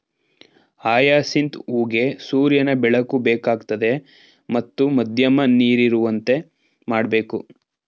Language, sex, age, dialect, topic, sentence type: Kannada, male, 18-24, Mysore Kannada, agriculture, statement